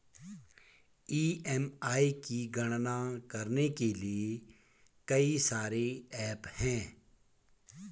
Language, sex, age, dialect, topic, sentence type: Hindi, male, 46-50, Garhwali, banking, statement